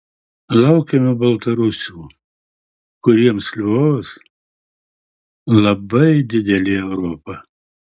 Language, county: Lithuanian, Marijampolė